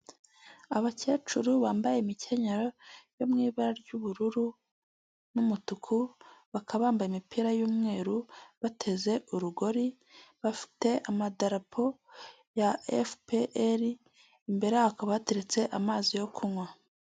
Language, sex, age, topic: Kinyarwanda, female, 25-35, government